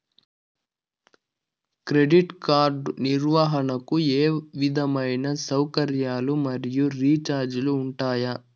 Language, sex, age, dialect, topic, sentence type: Telugu, male, 41-45, Southern, banking, question